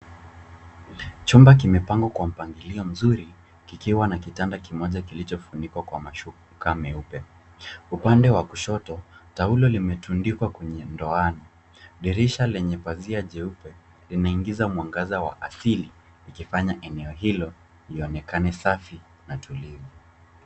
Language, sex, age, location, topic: Swahili, male, 25-35, Nairobi, education